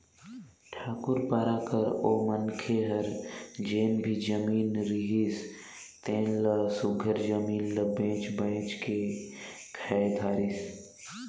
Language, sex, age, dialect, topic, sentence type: Chhattisgarhi, male, 18-24, Northern/Bhandar, banking, statement